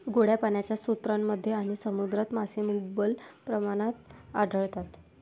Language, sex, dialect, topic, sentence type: Marathi, female, Varhadi, agriculture, statement